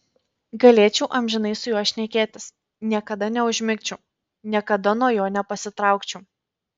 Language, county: Lithuanian, Panevėžys